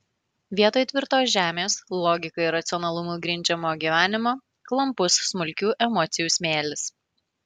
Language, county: Lithuanian, Marijampolė